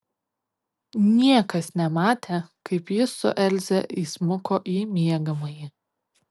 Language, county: Lithuanian, Kaunas